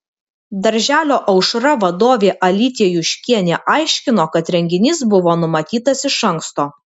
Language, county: Lithuanian, Vilnius